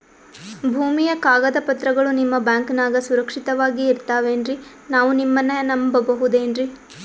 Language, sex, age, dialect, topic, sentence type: Kannada, female, 18-24, Northeastern, banking, question